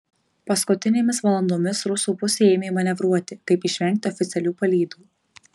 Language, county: Lithuanian, Marijampolė